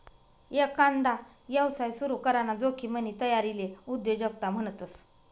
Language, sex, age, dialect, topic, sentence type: Marathi, female, 25-30, Northern Konkan, banking, statement